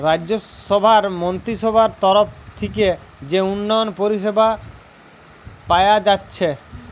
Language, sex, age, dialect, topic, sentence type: Bengali, male, <18, Western, banking, statement